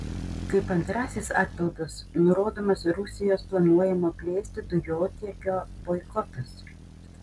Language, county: Lithuanian, Panevėžys